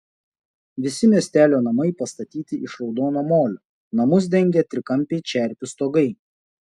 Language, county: Lithuanian, Šiauliai